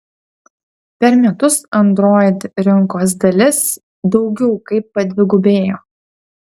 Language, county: Lithuanian, Utena